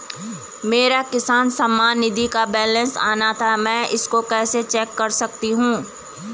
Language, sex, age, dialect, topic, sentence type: Hindi, female, 31-35, Garhwali, banking, question